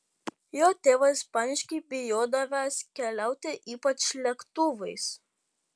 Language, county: Lithuanian, Panevėžys